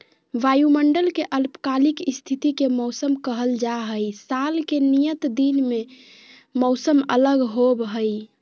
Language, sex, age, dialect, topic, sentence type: Magahi, female, 56-60, Southern, agriculture, statement